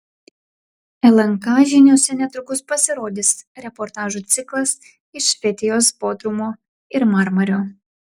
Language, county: Lithuanian, Klaipėda